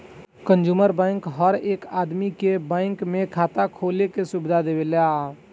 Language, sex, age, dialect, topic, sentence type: Bhojpuri, male, 18-24, Southern / Standard, banking, statement